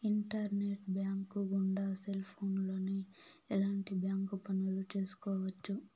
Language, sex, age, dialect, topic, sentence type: Telugu, female, 18-24, Southern, banking, statement